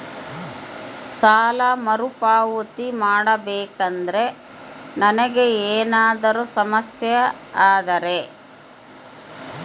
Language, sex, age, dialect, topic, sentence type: Kannada, female, 51-55, Central, banking, question